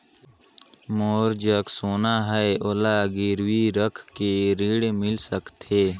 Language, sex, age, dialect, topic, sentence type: Chhattisgarhi, male, 18-24, Northern/Bhandar, banking, question